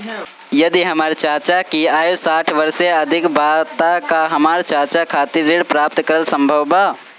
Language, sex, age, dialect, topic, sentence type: Bhojpuri, male, 18-24, Northern, banking, statement